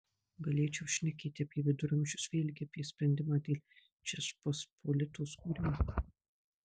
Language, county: Lithuanian, Marijampolė